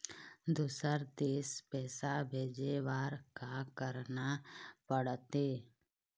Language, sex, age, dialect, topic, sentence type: Chhattisgarhi, female, 25-30, Eastern, banking, question